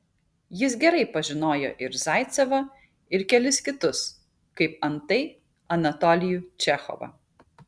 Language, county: Lithuanian, Kaunas